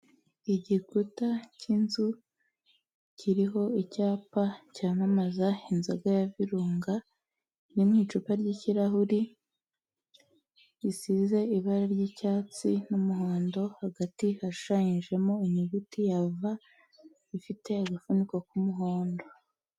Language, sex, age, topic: Kinyarwanda, female, 18-24, finance